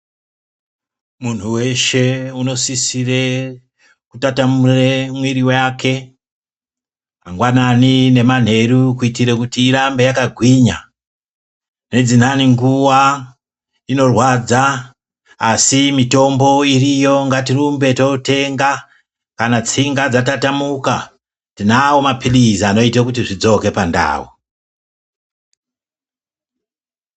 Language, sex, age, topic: Ndau, female, 25-35, health